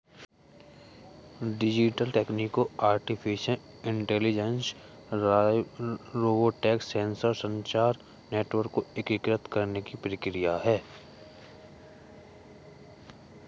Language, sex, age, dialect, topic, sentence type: Hindi, male, 18-24, Hindustani Malvi Khadi Boli, agriculture, statement